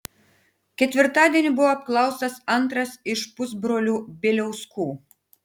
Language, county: Lithuanian, Tauragė